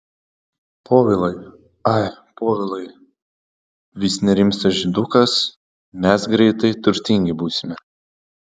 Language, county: Lithuanian, Panevėžys